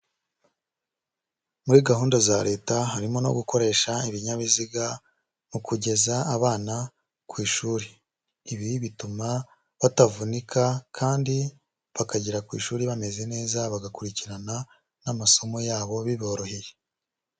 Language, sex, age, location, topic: Kinyarwanda, male, 25-35, Huye, education